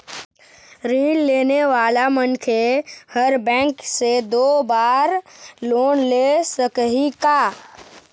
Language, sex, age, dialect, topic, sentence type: Chhattisgarhi, male, 51-55, Eastern, banking, question